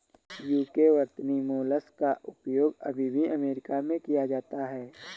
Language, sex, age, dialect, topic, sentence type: Hindi, male, 18-24, Awadhi Bundeli, agriculture, statement